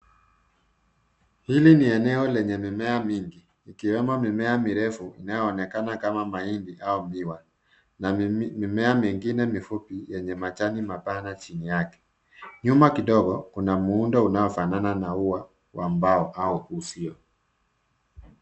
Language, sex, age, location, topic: Swahili, male, 50+, Nairobi, health